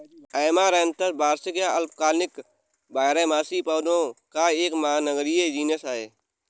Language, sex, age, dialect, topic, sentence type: Hindi, male, 18-24, Awadhi Bundeli, agriculture, statement